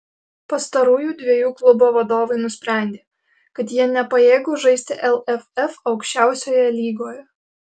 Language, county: Lithuanian, Alytus